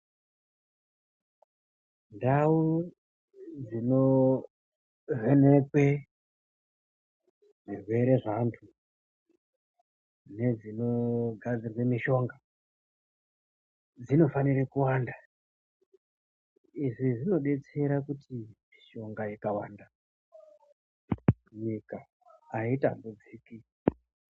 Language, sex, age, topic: Ndau, male, 36-49, health